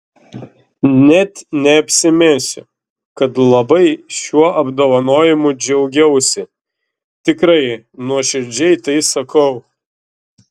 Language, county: Lithuanian, Šiauliai